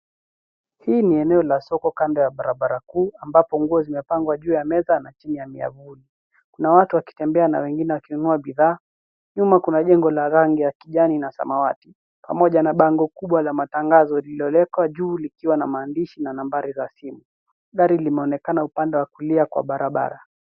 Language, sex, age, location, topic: Swahili, male, 18-24, Nairobi, finance